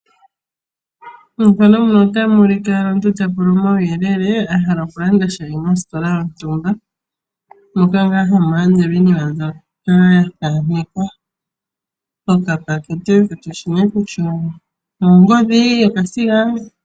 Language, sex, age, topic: Oshiwambo, female, 25-35, finance